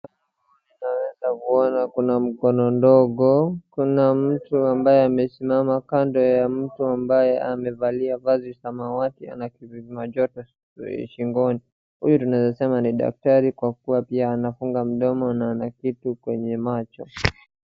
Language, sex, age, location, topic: Swahili, male, 18-24, Wajir, health